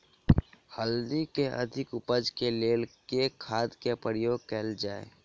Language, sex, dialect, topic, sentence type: Maithili, male, Southern/Standard, agriculture, question